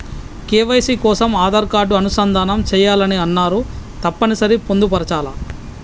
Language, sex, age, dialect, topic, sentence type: Telugu, female, 31-35, Telangana, banking, question